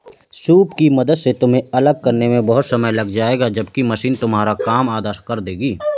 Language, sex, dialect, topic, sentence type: Hindi, male, Awadhi Bundeli, agriculture, statement